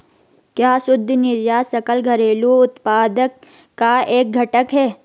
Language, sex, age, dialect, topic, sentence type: Hindi, female, 56-60, Garhwali, banking, statement